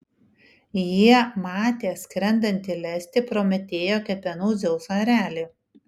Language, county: Lithuanian, Kaunas